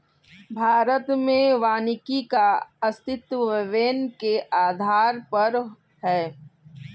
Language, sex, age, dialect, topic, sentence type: Hindi, male, 41-45, Kanauji Braj Bhasha, agriculture, statement